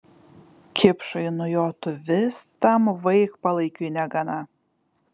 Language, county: Lithuanian, Kaunas